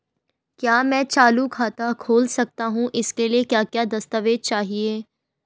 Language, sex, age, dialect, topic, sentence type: Hindi, female, 18-24, Garhwali, banking, question